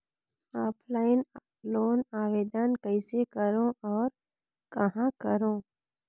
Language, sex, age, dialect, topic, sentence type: Chhattisgarhi, female, 46-50, Northern/Bhandar, banking, question